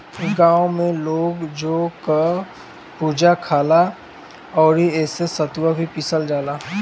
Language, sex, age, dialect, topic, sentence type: Bhojpuri, male, 25-30, Northern, agriculture, statement